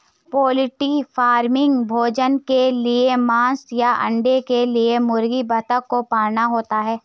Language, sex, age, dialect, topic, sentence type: Hindi, female, 56-60, Garhwali, agriculture, statement